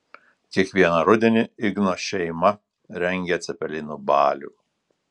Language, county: Lithuanian, Telšiai